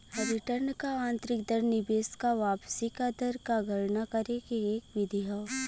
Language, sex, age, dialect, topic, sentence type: Bhojpuri, female, 25-30, Western, banking, statement